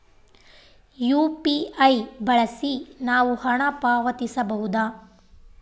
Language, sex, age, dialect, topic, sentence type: Kannada, female, 18-24, Central, banking, question